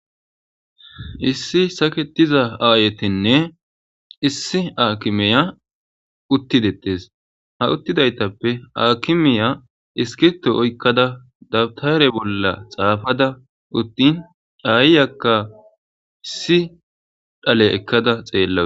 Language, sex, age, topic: Gamo, male, 25-35, government